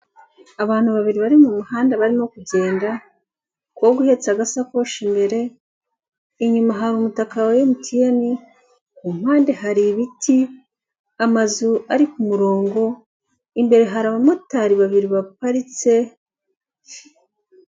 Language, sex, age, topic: Kinyarwanda, female, 36-49, government